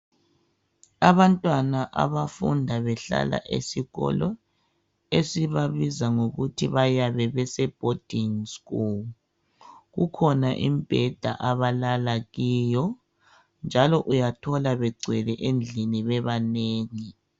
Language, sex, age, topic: North Ndebele, male, 36-49, education